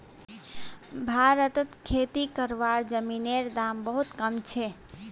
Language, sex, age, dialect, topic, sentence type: Magahi, female, 25-30, Northeastern/Surjapuri, agriculture, statement